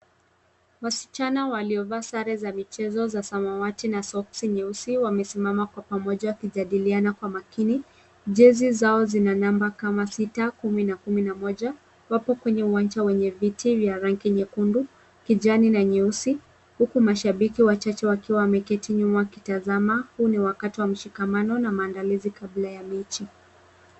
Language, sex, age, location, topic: Swahili, female, 18-24, Kisumu, government